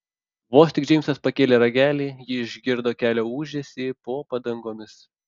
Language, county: Lithuanian, Panevėžys